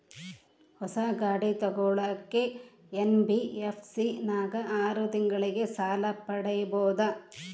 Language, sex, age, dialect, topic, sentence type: Kannada, female, 36-40, Central, banking, question